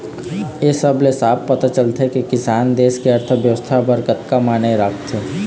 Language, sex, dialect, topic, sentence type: Chhattisgarhi, male, Eastern, agriculture, statement